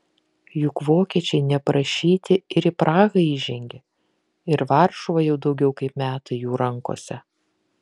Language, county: Lithuanian, Kaunas